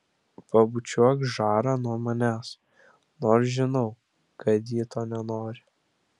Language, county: Lithuanian, Klaipėda